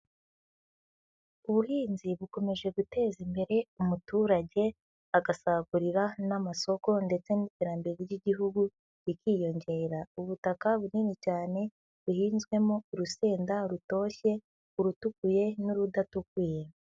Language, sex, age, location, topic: Kinyarwanda, female, 18-24, Huye, agriculture